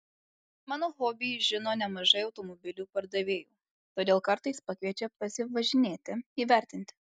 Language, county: Lithuanian, Alytus